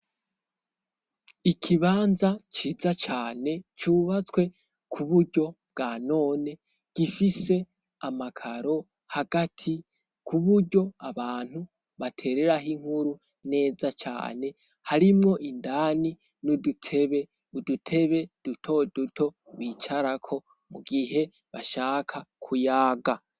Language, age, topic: Rundi, 18-24, education